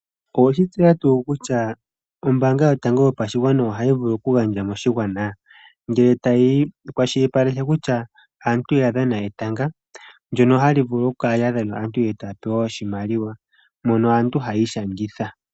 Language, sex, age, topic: Oshiwambo, female, 25-35, finance